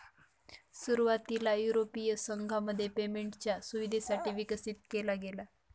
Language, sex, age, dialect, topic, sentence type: Marathi, female, 18-24, Northern Konkan, banking, statement